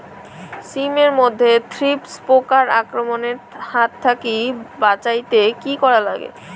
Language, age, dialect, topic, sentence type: Bengali, 18-24, Rajbangshi, agriculture, question